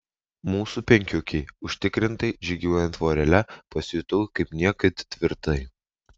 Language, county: Lithuanian, Vilnius